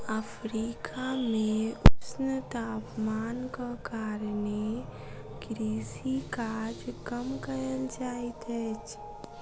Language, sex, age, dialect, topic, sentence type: Maithili, female, 36-40, Southern/Standard, agriculture, statement